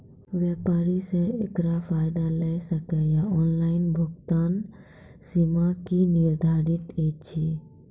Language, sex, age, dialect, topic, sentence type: Maithili, female, 18-24, Angika, banking, question